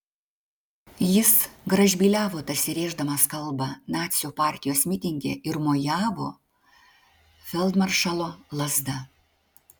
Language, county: Lithuanian, Klaipėda